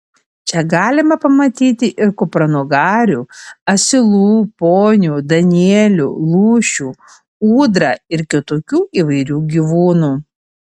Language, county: Lithuanian, Panevėžys